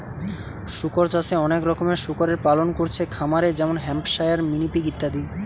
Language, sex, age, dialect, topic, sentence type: Bengali, male, 18-24, Western, agriculture, statement